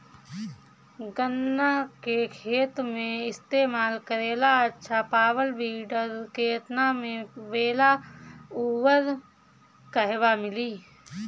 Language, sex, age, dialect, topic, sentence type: Bhojpuri, female, 31-35, Northern, agriculture, question